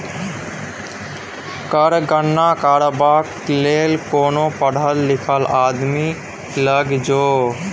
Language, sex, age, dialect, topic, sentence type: Maithili, male, 18-24, Bajjika, banking, statement